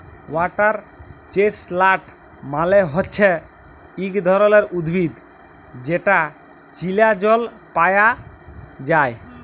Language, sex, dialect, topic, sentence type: Bengali, male, Jharkhandi, agriculture, statement